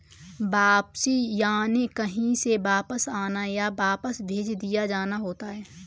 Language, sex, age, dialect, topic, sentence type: Hindi, female, 18-24, Kanauji Braj Bhasha, banking, statement